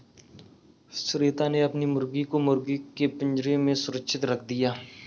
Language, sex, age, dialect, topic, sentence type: Hindi, male, 18-24, Kanauji Braj Bhasha, agriculture, statement